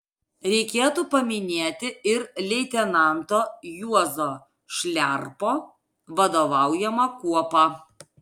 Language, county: Lithuanian, Alytus